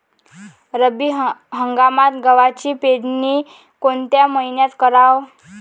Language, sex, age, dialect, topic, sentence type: Marathi, female, 18-24, Varhadi, agriculture, question